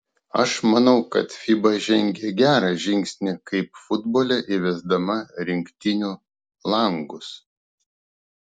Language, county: Lithuanian, Klaipėda